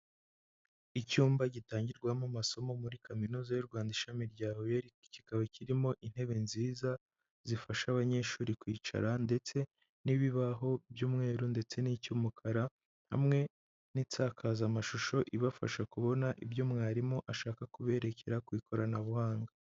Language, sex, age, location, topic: Kinyarwanda, male, 18-24, Huye, education